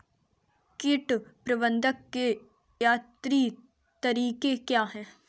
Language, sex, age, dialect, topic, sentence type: Hindi, female, 18-24, Kanauji Braj Bhasha, agriculture, question